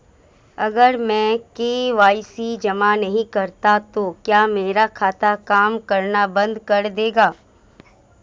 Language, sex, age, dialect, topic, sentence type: Hindi, female, 25-30, Marwari Dhudhari, banking, question